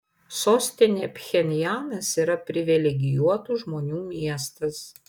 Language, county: Lithuanian, Panevėžys